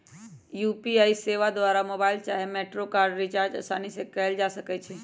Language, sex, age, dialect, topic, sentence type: Magahi, female, 25-30, Western, banking, statement